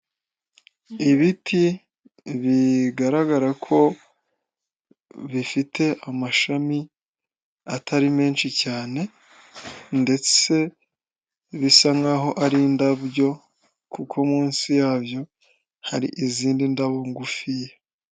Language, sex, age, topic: Kinyarwanda, male, 18-24, health